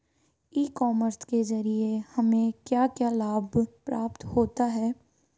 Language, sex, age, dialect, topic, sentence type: Hindi, female, 18-24, Marwari Dhudhari, agriculture, question